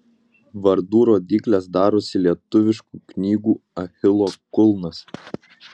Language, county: Lithuanian, Utena